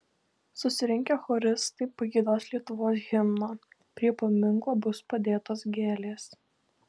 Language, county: Lithuanian, Alytus